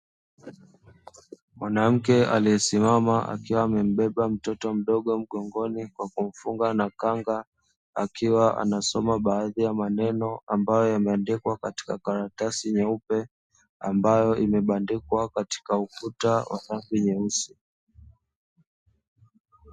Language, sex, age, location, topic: Swahili, male, 25-35, Dar es Salaam, education